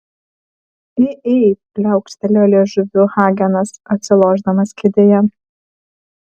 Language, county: Lithuanian, Alytus